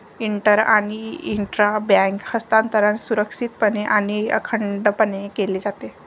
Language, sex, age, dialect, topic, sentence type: Marathi, female, 25-30, Varhadi, banking, statement